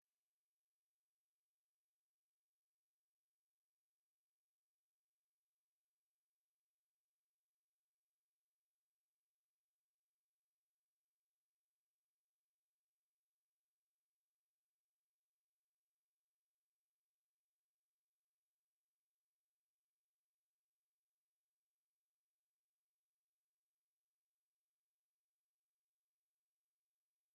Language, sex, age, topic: Kinyarwanda, male, 18-24, education